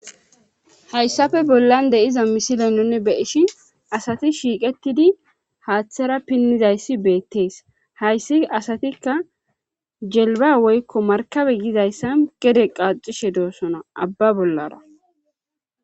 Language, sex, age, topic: Gamo, female, 18-24, government